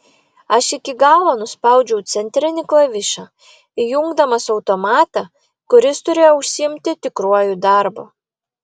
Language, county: Lithuanian, Vilnius